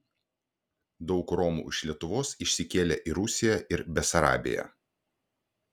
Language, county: Lithuanian, Klaipėda